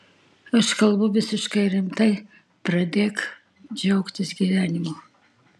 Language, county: Lithuanian, Tauragė